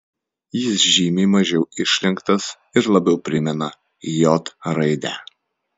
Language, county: Lithuanian, Vilnius